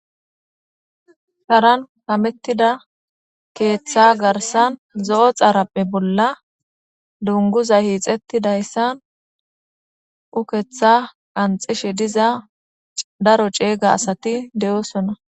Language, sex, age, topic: Gamo, female, 18-24, government